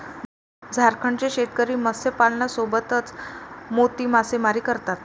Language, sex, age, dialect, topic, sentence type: Marathi, female, 18-24, Varhadi, agriculture, statement